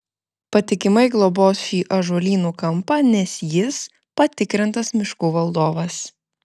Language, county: Lithuanian, Vilnius